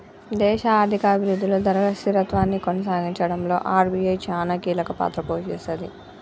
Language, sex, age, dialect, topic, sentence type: Telugu, male, 25-30, Telangana, banking, statement